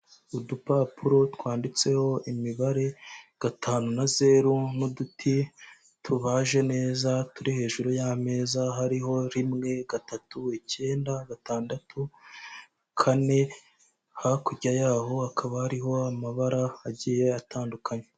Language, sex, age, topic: Kinyarwanda, male, 18-24, education